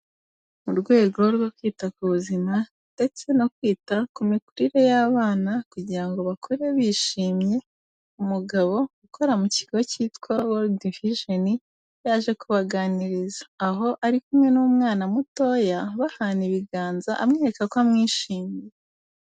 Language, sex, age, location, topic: Kinyarwanda, female, 18-24, Kigali, health